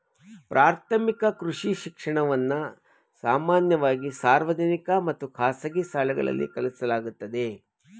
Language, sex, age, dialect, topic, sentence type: Kannada, male, 51-55, Mysore Kannada, agriculture, statement